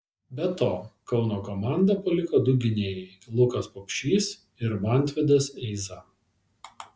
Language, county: Lithuanian, Vilnius